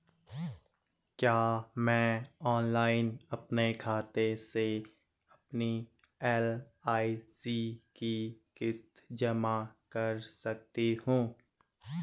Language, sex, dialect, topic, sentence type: Hindi, male, Garhwali, banking, question